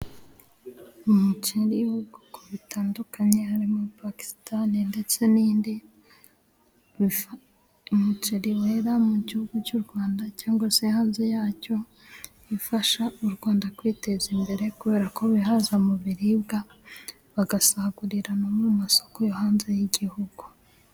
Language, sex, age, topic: Kinyarwanda, female, 18-24, agriculture